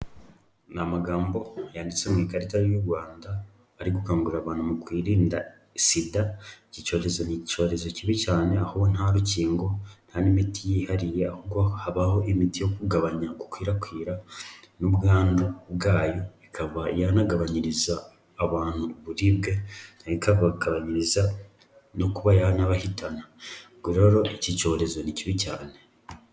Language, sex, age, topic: Kinyarwanda, male, 18-24, health